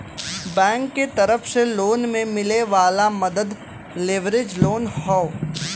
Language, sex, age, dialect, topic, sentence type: Bhojpuri, male, 18-24, Western, banking, statement